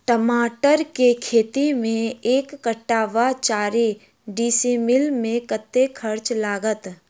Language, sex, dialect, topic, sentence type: Maithili, female, Southern/Standard, agriculture, question